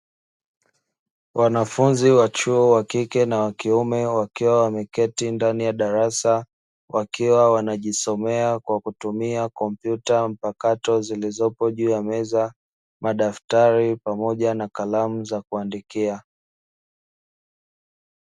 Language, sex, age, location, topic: Swahili, male, 25-35, Dar es Salaam, education